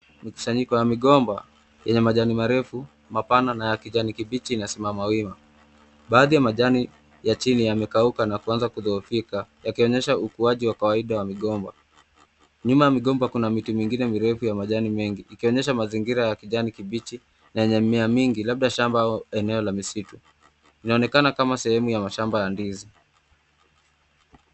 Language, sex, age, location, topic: Swahili, male, 25-35, Nakuru, agriculture